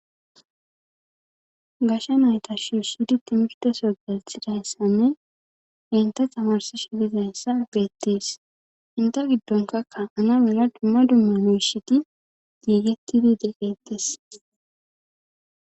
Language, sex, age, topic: Gamo, female, 25-35, government